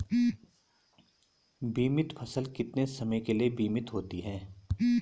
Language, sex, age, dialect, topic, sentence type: Hindi, male, 31-35, Garhwali, agriculture, question